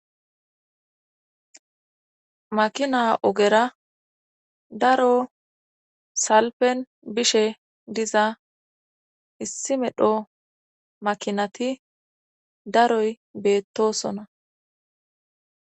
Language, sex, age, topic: Gamo, female, 25-35, government